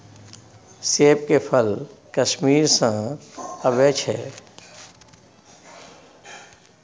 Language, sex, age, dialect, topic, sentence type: Maithili, male, 46-50, Bajjika, agriculture, statement